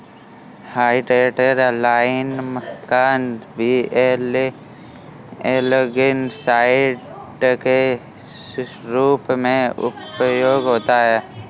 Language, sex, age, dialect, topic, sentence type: Hindi, male, 46-50, Kanauji Braj Bhasha, agriculture, statement